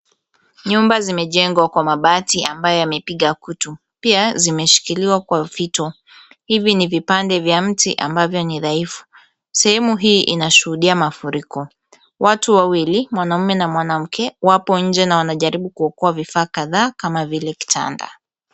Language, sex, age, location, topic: Swahili, female, 18-24, Kisumu, health